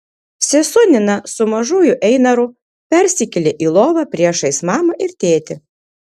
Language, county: Lithuanian, Kaunas